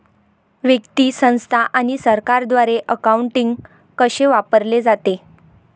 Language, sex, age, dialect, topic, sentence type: Marathi, female, 18-24, Varhadi, banking, statement